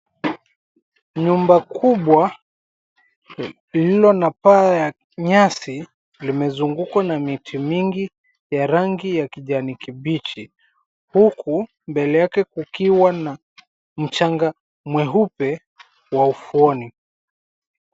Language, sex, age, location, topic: Swahili, male, 25-35, Mombasa, government